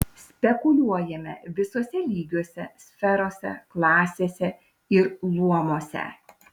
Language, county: Lithuanian, Šiauliai